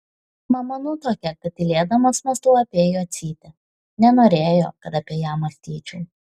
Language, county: Lithuanian, Šiauliai